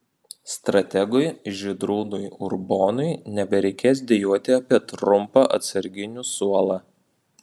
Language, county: Lithuanian, Vilnius